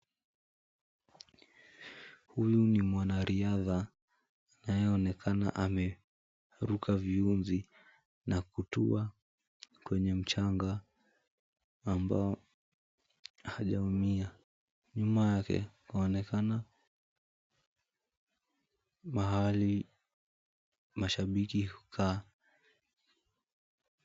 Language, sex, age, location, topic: Swahili, male, 18-24, Mombasa, education